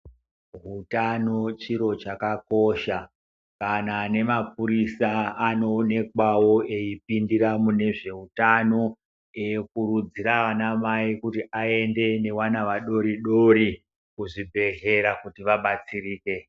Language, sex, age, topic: Ndau, male, 50+, health